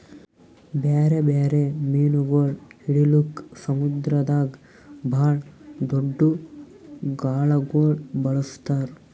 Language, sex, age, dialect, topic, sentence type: Kannada, male, 18-24, Northeastern, agriculture, statement